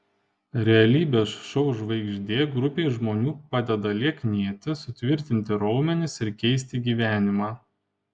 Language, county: Lithuanian, Panevėžys